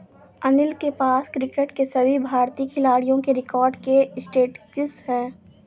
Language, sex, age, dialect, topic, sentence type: Hindi, female, 46-50, Awadhi Bundeli, banking, statement